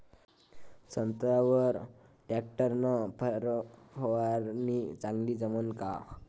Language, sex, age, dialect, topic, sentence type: Marathi, male, 25-30, Varhadi, agriculture, question